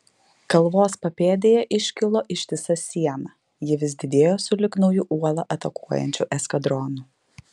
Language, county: Lithuanian, Klaipėda